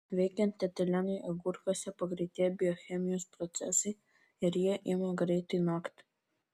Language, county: Lithuanian, Vilnius